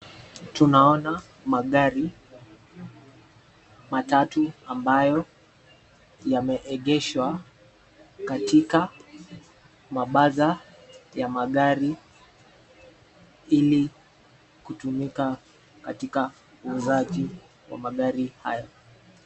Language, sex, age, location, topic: Swahili, male, 25-35, Nairobi, finance